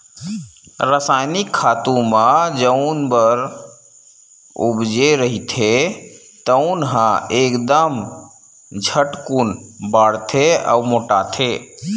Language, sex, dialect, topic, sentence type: Chhattisgarhi, male, Western/Budati/Khatahi, agriculture, statement